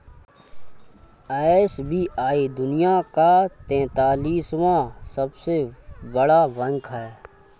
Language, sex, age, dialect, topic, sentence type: Hindi, male, 25-30, Awadhi Bundeli, banking, statement